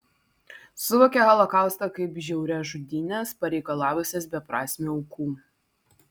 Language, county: Lithuanian, Vilnius